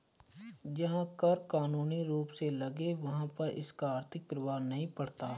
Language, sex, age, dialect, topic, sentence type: Hindi, male, 25-30, Awadhi Bundeli, banking, statement